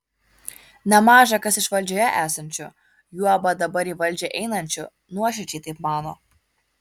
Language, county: Lithuanian, Kaunas